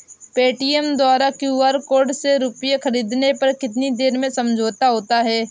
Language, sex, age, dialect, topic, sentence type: Hindi, female, 18-24, Awadhi Bundeli, banking, question